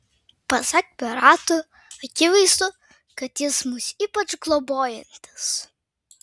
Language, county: Lithuanian, Vilnius